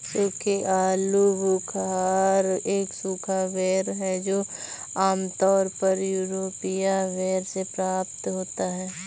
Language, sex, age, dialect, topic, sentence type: Hindi, female, 25-30, Kanauji Braj Bhasha, agriculture, statement